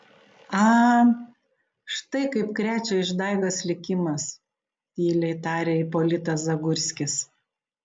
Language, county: Lithuanian, Panevėžys